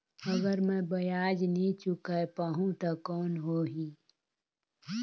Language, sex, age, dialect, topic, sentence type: Chhattisgarhi, female, 18-24, Northern/Bhandar, banking, question